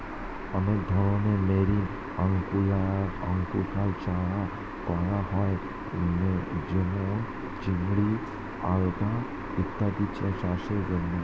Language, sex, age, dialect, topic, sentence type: Bengali, male, 25-30, Standard Colloquial, agriculture, statement